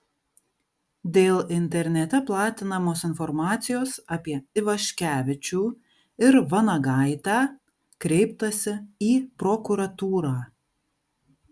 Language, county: Lithuanian, Kaunas